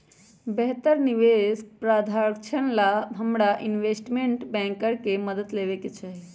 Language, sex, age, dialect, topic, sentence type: Magahi, male, 25-30, Western, banking, statement